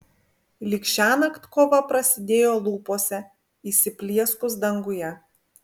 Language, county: Lithuanian, Vilnius